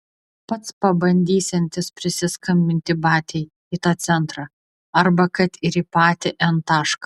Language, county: Lithuanian, Vilnius